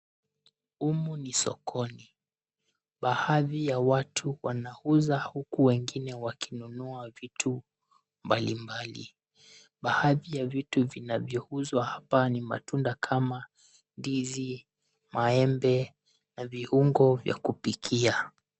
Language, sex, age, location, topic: Swahili, male, 18-24, Nairobi, finance